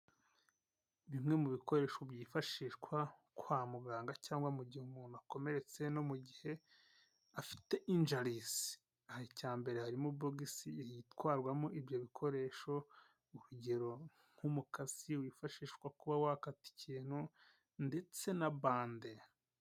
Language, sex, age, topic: Kinyarwanda, male, 18-24, health